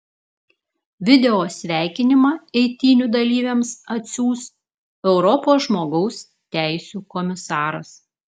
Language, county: Lithuanian, Klaipėda